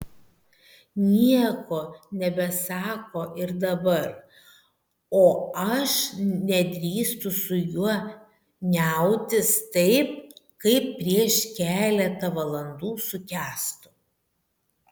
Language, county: Lithuanian, Šiauliai